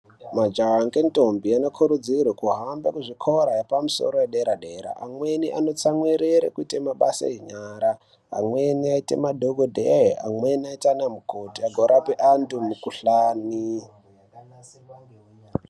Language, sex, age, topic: Ndau, male, 18-24, education